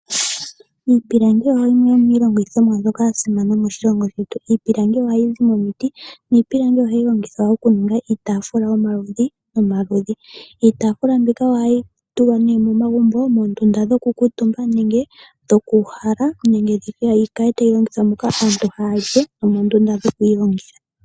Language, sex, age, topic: Oshiwambo, female, 18-24, finance